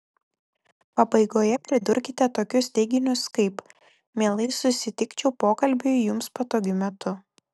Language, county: Lithuanian, Telšiai